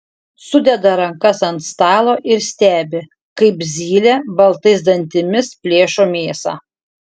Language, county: Lithuanian, Šiauliai